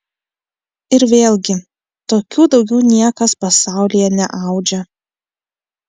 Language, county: Lithuanian, Kaunas